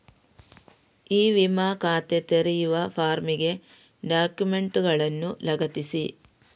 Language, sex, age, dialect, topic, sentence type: Kannada, female, 36-40, Coastal/Dakshin, banking, statement